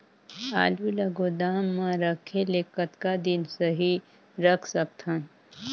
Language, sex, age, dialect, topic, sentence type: Chhattisgarhi, male, 25-30, Northern/Bhandar, agriculture, question